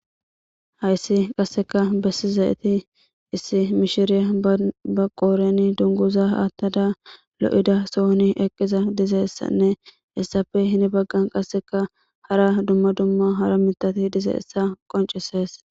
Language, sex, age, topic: Gamo, female, 18-24, government